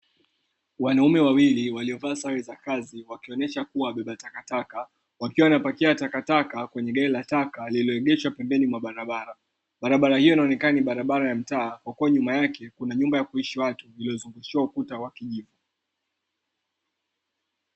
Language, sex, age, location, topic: Swahili, male, 25-35, Dar es Salaam, government